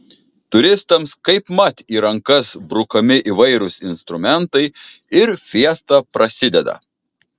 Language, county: Lithuanian, Kaunas